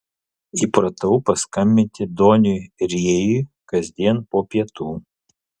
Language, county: Lithuanian, Kaunas